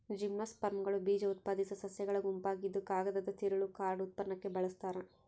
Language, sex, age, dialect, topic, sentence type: Kannada, female, 18-24, Central, agriculture, statement